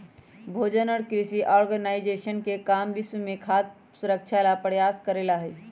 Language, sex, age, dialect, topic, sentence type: Magahi, female, 36-40, Western, agriculture, statement